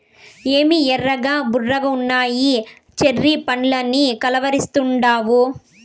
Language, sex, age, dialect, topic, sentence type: Telugu, female, 46-50, Southern, agriculture, statement